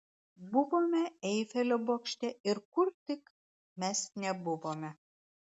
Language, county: Lithuanian, Klaipėda